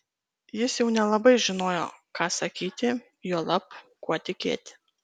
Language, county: Lithuanian, Kaunas